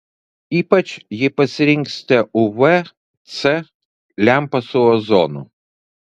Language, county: Lithuanian, Vilnius